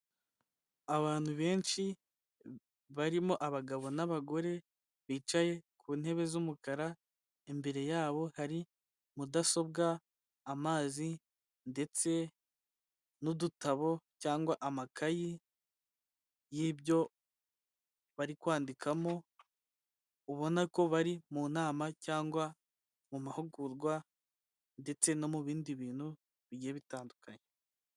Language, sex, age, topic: Kinyarwanda, male, 18-24, government